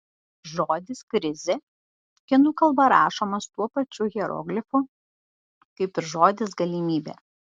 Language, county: Lithuanian, Šiauliai